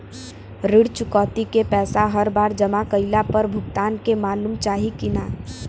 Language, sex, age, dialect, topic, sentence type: Bhojpuri, female, 18-24, Western, banking, question